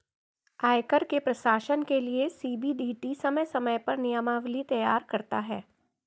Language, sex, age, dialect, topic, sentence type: Hindi, female, 51-55, Garhwali, banking, statement